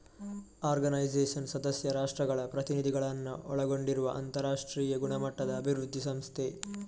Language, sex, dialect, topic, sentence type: Kannada, male, Coastal/Dakshin, banking, statement